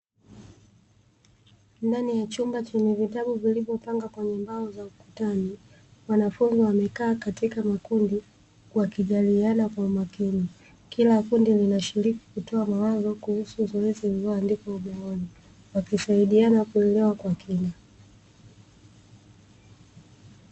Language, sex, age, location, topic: Swahili, female, 25-35, Dar es Salaam, education